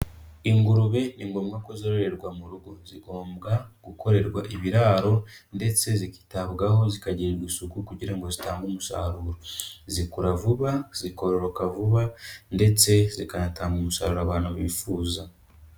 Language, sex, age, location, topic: Kinyarwanda, male, 25-35, Kigali, agriculture